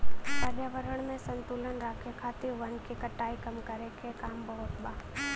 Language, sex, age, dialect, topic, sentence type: Bhojpuri, female, 18-24, Western, agriculture, statement